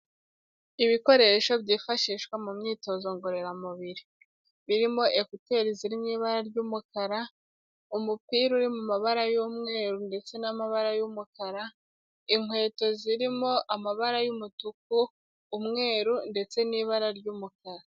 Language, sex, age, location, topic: Kinyarwanda, female, 18-24, Kigali, health